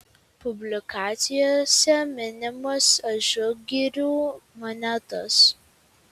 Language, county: Lithuanian, Vilnius